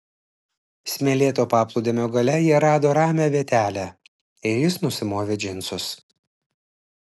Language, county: Lithuanian, Klaipėda